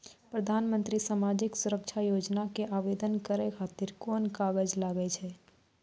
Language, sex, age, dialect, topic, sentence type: Maithili, female, 18-24, Angika, banking, question